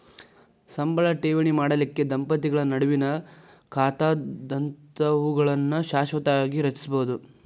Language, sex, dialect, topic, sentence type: Kannada, male, Dharwad Kannada, banking, statement